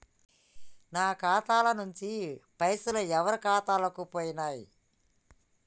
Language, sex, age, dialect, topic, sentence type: Telugu, female, 25-30, Telangana, banking, question